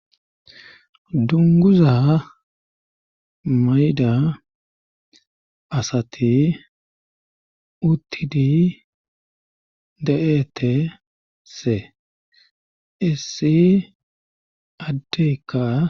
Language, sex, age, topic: Gamo, male, 18-24, government